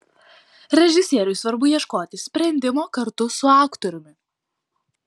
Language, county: Lithuanian, Vilnius